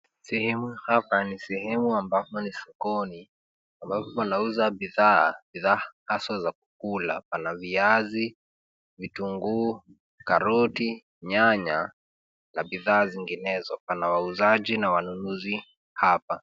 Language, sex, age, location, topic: Swahili, male, 18-24, Nairobi, finance